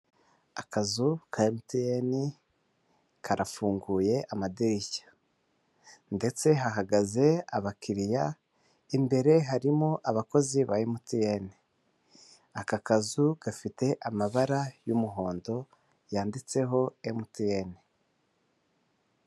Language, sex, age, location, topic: Kinyarwanda, male, 25-35, Kigali, finance